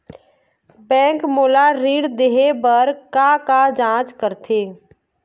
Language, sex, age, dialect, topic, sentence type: Chhattisgarhi, female, 41-45, Eastern, banking, question